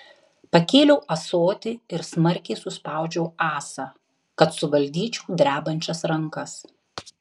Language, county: Lithuanian, Tauragė